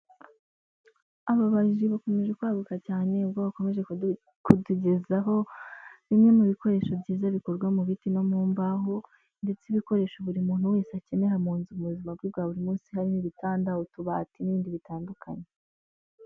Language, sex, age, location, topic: Kinyarwanda, female, 18-24, Huye, finance